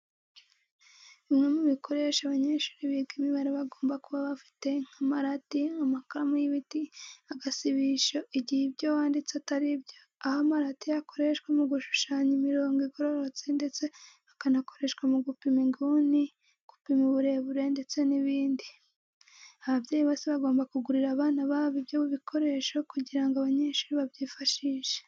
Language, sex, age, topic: Kinyarwanda, female, 18-24, education